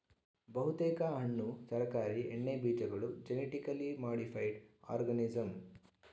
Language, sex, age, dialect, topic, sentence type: Kannada, male, 46-50, Mysore Kannada, agriculture, statement